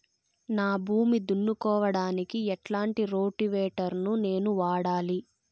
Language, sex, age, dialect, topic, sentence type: Telugu, female, 46-50, Southern, agriculture, question